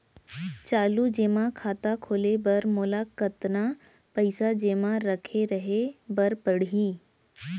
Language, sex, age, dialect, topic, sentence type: Chhattisgarhi, female, 18-24, Central, banking, question